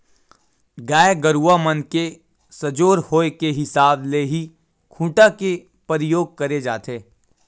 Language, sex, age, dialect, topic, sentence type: Chhattisgarhi, male, 18-24, Western/Budati/Khatahi, agriculture, statement